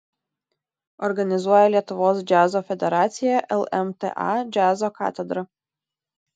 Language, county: Lithuanian, Tauragė